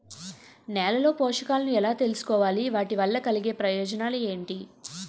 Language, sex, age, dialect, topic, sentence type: Telugu, female, 31-35, Utterandhra, agriculture, question